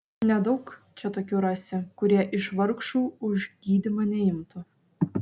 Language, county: Lithuanian, Vilnius